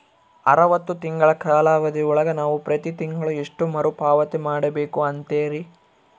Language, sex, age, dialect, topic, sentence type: Kannada, male, 41-45, Central, banking, question